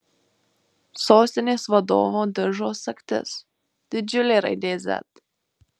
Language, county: Lithuanian, Marijampolė